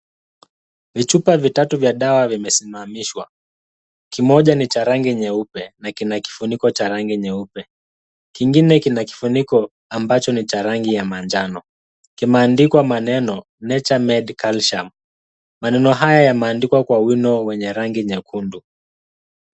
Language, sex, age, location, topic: Swahili, male, 25-35, Kisumu, health